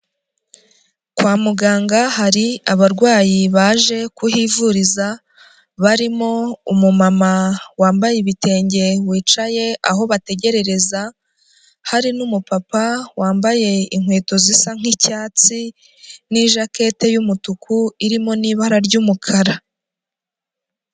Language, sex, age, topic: Kinyarwanda, female, 25-35, health